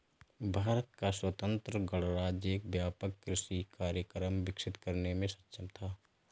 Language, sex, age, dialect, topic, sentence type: Hindi, male, 25-30, Awadhi Bundeli, agriculture, statement